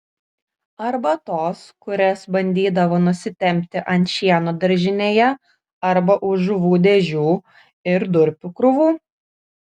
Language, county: Lithuanian, Kaunas